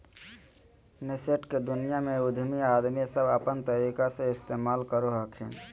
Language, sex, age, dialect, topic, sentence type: Magahi, male, 18-24, Southern, banking, statement